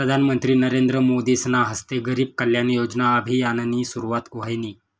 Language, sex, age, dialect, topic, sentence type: Marathi, male, 25-30, Northern Konkan, banking, statement